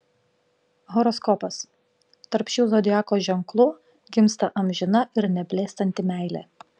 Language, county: Lithuanian, Panevėžys